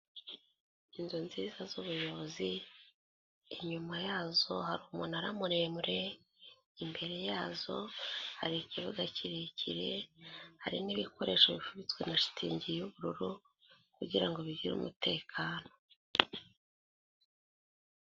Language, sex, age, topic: Kinyarwanda, female, 25-35, government